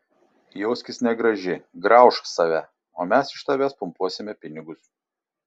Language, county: Lithuanian, Šiauliai